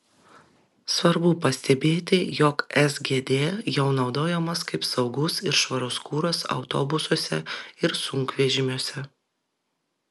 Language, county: Lithuanian, Vilnius